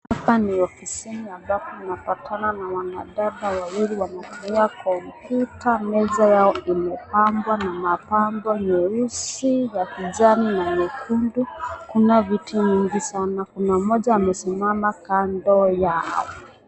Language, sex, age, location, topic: Swahili, female, 25-35, Nakuru, government